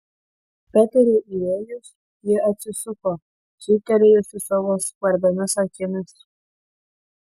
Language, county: Lithuanian, Kaunas